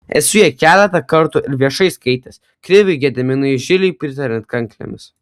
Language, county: Lithuanian, Kaunas